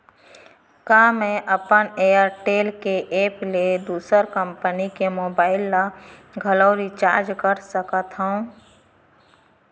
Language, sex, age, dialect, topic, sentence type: Chhattisgarhi, female, 31-35, Central, banking, question